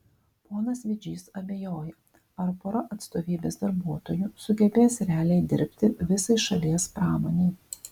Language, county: Lithuanian, Vilnius